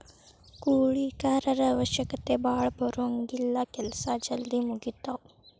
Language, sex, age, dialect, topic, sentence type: Kannada, female, 18-24, Dharwad Kannada, agriculture, statement